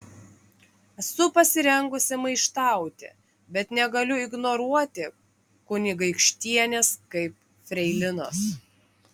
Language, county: Lithuanian, Klaipėda